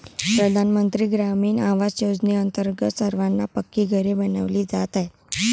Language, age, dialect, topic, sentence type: Marathi, <18, Varhadi, agriculture, statement